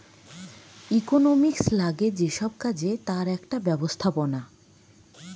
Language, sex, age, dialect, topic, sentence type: Bengali, female, 25-30, Western, banking, statement